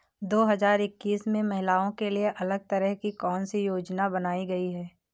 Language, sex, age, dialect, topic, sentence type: Hindi, female, 18-24, Awadhi Bundeli, banking, question